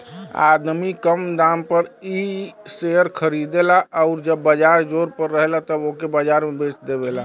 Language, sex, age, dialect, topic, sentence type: Bhojpuri, male, 36-40, Western, banking, statement